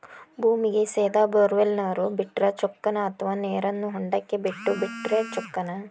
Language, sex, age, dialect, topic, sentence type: Kannada, female, 18-24, Dharwad Kannada, agriculture, question